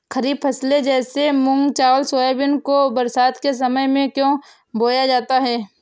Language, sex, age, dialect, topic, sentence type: Hindi, female, 18-24, Awadhi Bundeli, agriculture, question